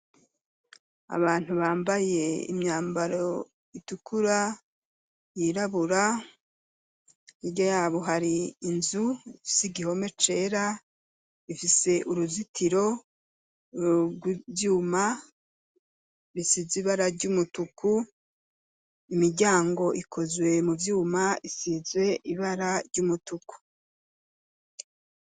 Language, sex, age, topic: Rundi, female, 36-49, education